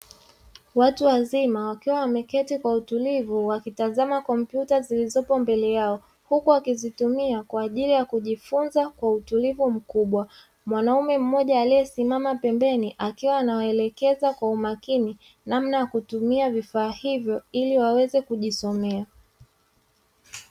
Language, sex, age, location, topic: Swahili, female, 36-49, Dar es Salaam, education